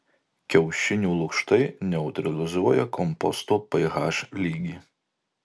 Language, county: Lithuanian, Marijampolė